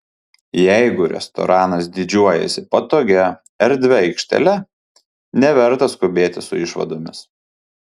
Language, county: Lithuanian, Panevėžys